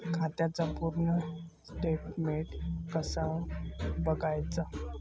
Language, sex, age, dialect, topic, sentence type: Marathi, male, 18-24, Southern Konkan, banking, question